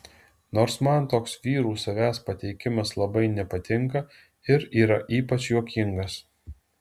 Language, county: Lithuanian, Alytus